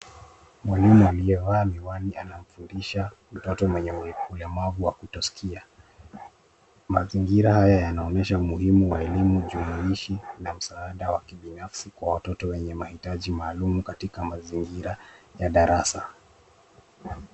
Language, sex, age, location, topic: Swahili, male, 25-35, Nairobi, education